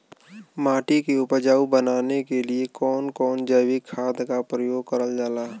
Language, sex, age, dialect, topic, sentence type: Bhojpuri, male, 18-24, Western, agriculture, question